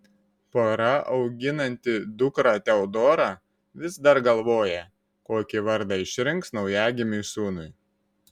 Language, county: Lithuanian, Šiauliai